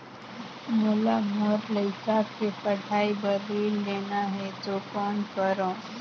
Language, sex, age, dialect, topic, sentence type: Chhattisgarhi, female, 25-30, Northern/Bhandar, banking, question